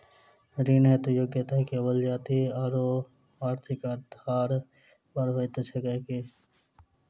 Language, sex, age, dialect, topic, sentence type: Maithili, male, 18-24, Southern/Standard, banking, question